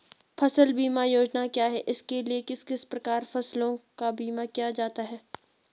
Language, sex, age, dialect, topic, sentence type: Hindi, female, 18-24, Garhwali, agriculture, question